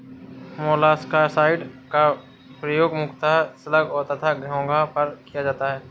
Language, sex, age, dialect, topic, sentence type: Hindi, male, 60-100, Awadhi Bundeli, agriculture, statement